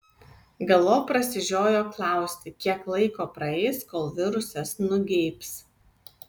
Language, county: Lithuanian, Kaunas